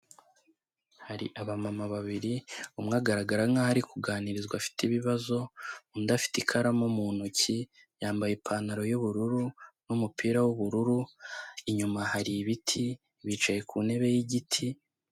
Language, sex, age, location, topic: Kinyarwanda, male, 18-24, Kigali, health